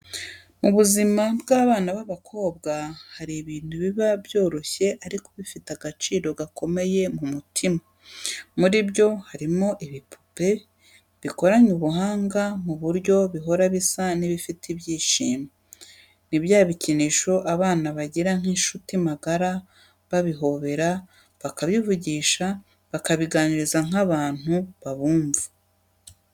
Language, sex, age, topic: Kinyarwanda, female, 36-49, education